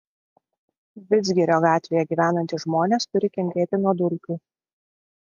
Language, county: Lithuanian, Klaipėda